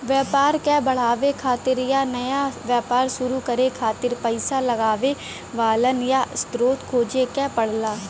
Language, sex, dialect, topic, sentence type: Bhojpuri, female, Western, banking, statement